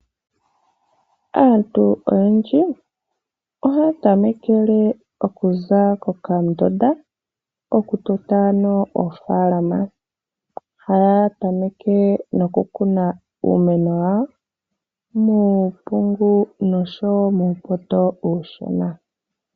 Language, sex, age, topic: Oshiwambo, male, 18-24, agriculture